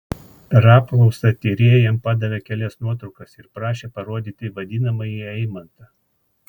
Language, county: Lithuanian, Klaipėda